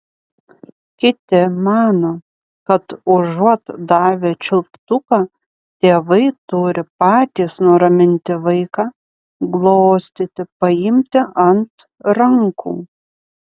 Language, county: Lithuanian, Panevėžys